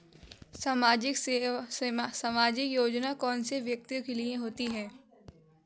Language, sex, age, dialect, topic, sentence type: Hindi, male, 18-24, Kanauji Braj Bhasha, banking, question